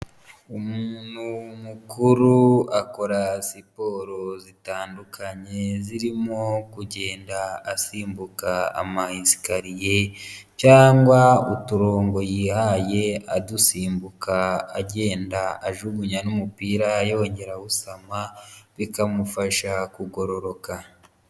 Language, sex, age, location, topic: Kinyarwanda, male, 25-35, Huye, health